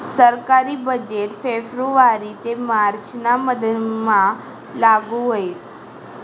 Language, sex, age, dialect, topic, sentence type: Marathi, female, 18-24, Northern Konkan, banking, statement